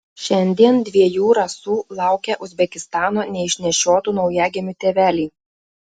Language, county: Lithuanian, Klaipėda